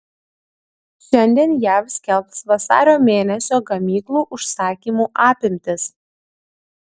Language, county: Lithuanian, Kaunas